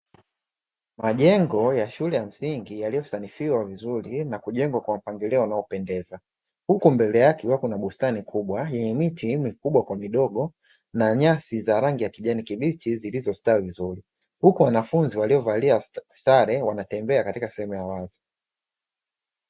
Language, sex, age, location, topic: Swahili, male, 25-35, Dar es Salaam, education